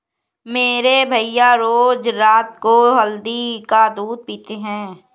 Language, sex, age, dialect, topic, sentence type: Hindi, female, 56-60, Kanauji Braj Bhasha, agriculture, statement